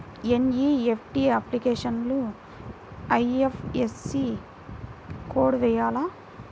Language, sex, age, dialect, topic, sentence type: Telugu, female, 18-24, Central/Coastal, banking, question